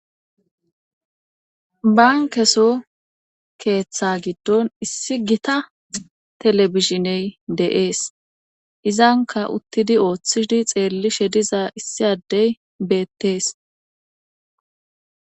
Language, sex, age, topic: Gamo, female, 25-35, government